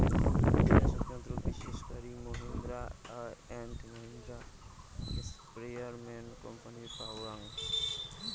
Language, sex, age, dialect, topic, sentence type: Bengali, male, 18-24, Rajbangshi, agriculture, statement